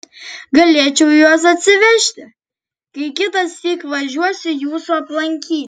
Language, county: Lithuanian, Kaunas